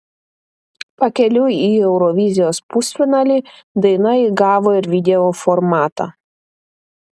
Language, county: Lithuanian, Panevėžys